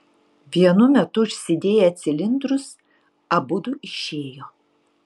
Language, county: Lithuanian, Utena